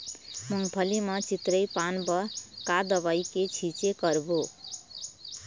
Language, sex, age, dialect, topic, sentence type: Chhattisgarhi, female, 25-30, Eastern, agriculture, question